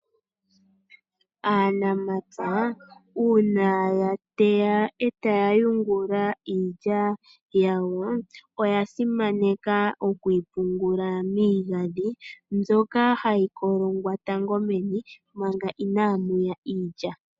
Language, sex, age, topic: Oshiwambo, female, 36-49, agriculture